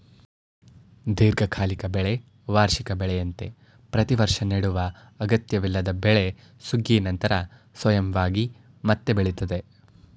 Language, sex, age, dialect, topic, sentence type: Kannada, male, 18-24, Mysore Kannada, agriculture, statement